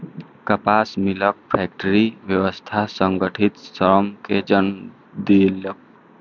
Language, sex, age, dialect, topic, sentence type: Maithili, male, 18-24, Eastern / Thethi, agriculture, statement